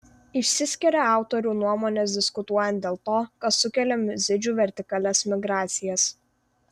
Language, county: Lithuanian, Vilnius